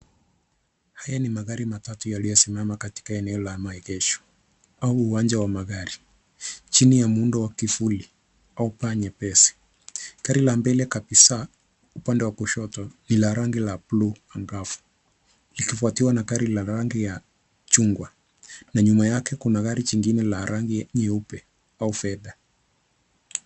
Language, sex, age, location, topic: Swahili, male, 25-35, Nairobi, finance